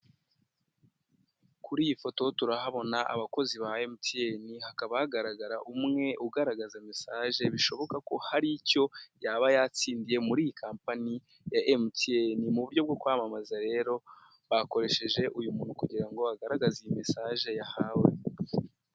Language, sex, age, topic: Kinyarwanda, female, 18-24, finance